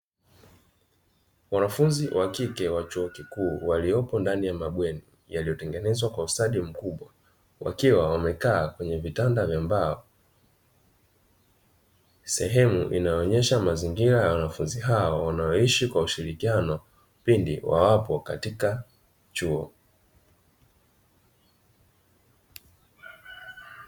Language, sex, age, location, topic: Swahili, male, 25-35, Dar es Salaam, education